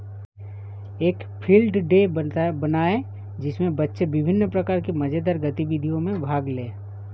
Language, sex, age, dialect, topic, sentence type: Hindi, male, 36-40, Awadhi Bundeli, agriculture, statement